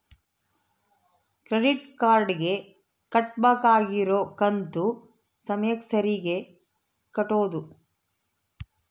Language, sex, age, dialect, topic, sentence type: Kannada, female, 41-45, Central, banking, statement